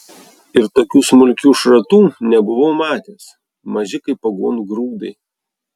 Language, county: Lithuanian, Vilnius